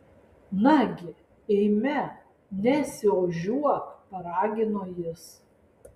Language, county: Lithuanian, Alytus